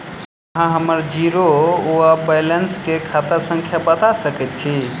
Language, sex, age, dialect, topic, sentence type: Maithili, male, 31-35, Southern/Standard, banking, question